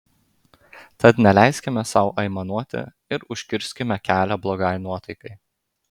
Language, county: Lithuanian, Klaipėda